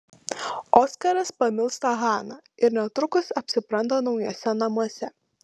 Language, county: Lithuanian, Panevėžys